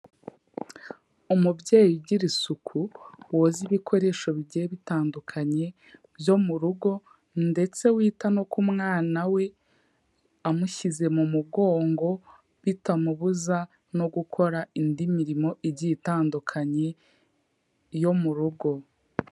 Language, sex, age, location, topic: Kinyarwanda, female, 18-24, Kigali, health